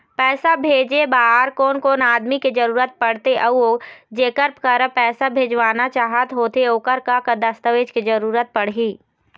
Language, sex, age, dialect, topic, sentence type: Chhattisgarhi, female, 18-24, Eastern, banking, question